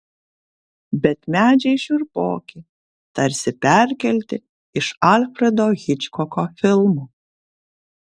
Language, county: Lithuanian, Kaunas